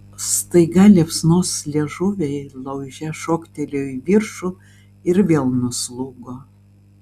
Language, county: Lithuanian, Vilnius